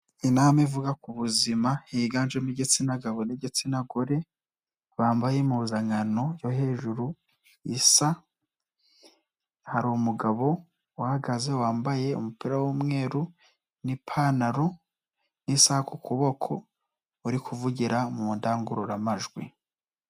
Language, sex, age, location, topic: Kinyarwanda, male, 18-24, Nyagatare, health